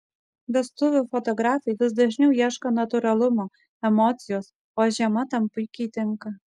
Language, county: Lithuanian, Kaunas